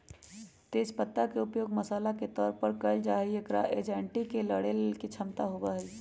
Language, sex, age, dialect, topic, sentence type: Magahi, male, 18-24, Western, agriculture, statement